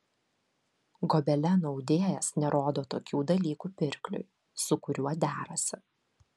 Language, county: Lithuanian, Vilnius